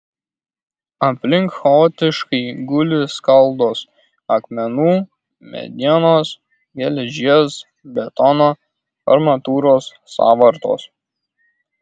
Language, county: Lithuanian, Kaunas